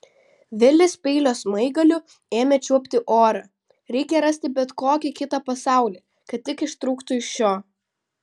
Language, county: Lithuanian, Vilnius